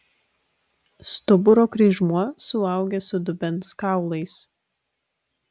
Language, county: Lithuanian, Vilnius